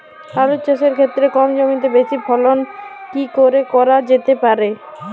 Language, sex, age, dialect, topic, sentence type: Bengali, female, 18-24, Jharkhandi, agriculture, question